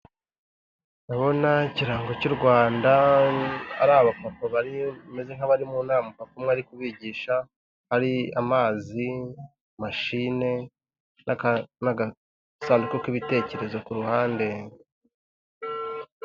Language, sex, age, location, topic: Kinyarwanda, female, 18-24, Kigali, government